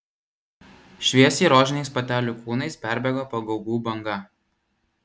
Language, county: Lithuanian, Vilnius